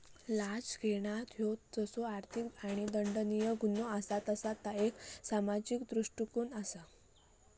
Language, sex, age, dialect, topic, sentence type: Marathi, female, 18-24, Southern Konkan, agriculture, statement